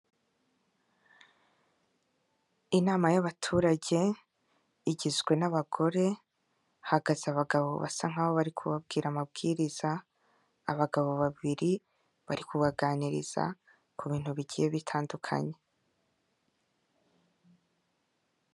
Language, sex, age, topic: Kinyarwanda, female, 25-35, health